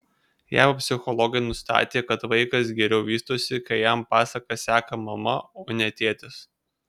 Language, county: Lithuanian, Kaunas